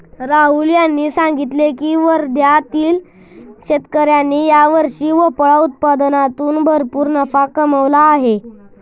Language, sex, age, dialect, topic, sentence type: Marathi, male, 51-55, Standard Marathi, agriculture, statement